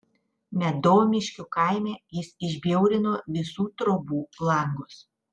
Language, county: Lithuanian, Telšiai